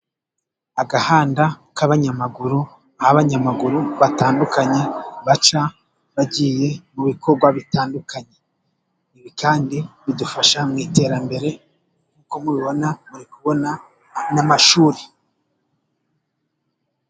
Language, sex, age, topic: Kinyarwanda, male, 25-35, agriculture